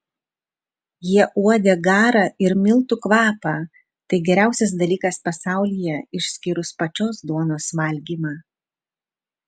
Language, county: Lithuanian, Vilnius